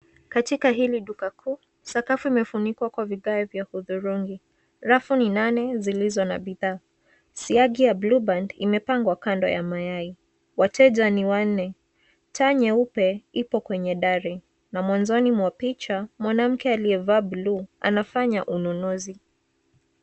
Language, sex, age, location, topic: Swahili, female, 18-24, Nairobi, finance